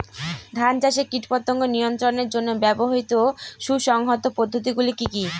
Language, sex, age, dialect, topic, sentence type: Bengali, female, 25-30, Northern/Varendri, agriculture, question